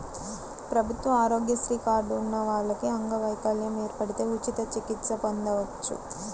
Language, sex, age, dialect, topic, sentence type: Telugu, female, 25-30, Central/Coastal, banking, statement